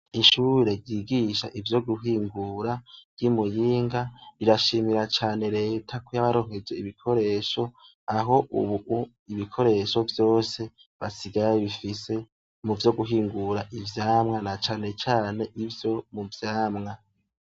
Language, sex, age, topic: Rundi, male, 18-24, education